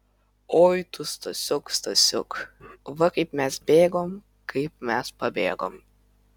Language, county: Lithuanian, Vilnius